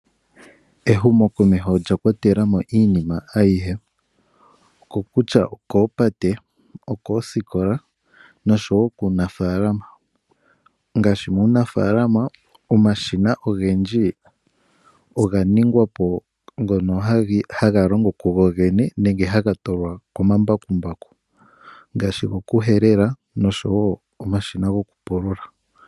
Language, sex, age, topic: Oshiwambo, male, 25-35, agriculture